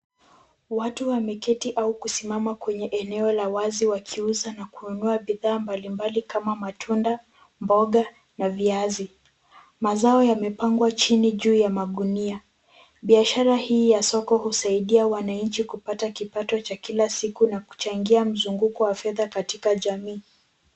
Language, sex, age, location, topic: Swahili, female, 18-24, Kisumu, finance